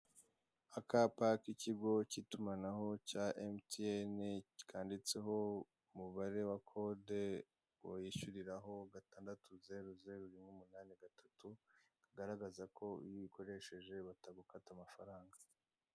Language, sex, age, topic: Kinyarwanda, male, 25-35, finance